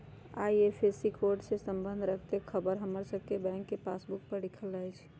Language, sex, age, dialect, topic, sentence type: Magahi, female, 31-35, Western, banking, statement